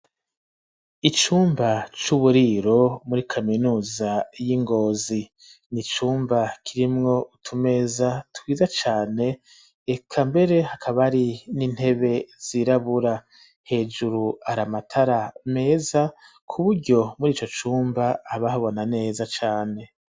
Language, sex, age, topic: Rundi, male, 50+, education